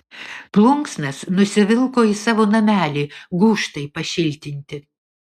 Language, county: Lithuanian, Vilnius